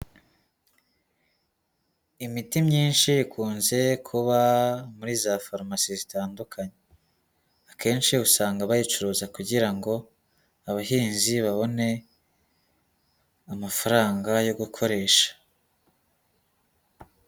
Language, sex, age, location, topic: Kinyarwanda, male, 18-24, Huye, agriculture